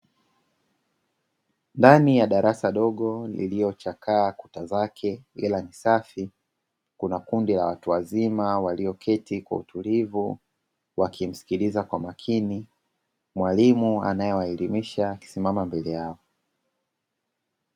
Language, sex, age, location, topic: Swahili, male, 25-35, Dar es Salaam, education